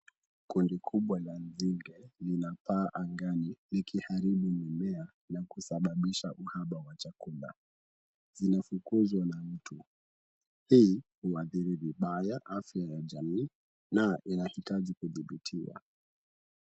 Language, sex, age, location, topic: Swahili, male, 18-24, Kisumu, health